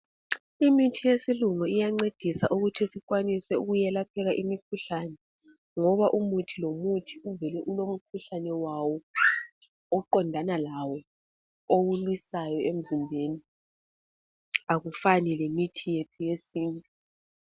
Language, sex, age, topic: North Ndebele, female, 25-35, health